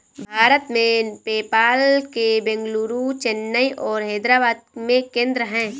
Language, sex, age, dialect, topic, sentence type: Hindi, female, 18-24, Awadhi Bundeli, banking, statement